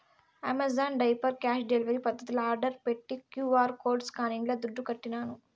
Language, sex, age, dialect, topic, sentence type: Telugu, female, 56-60, Southern, banking, statement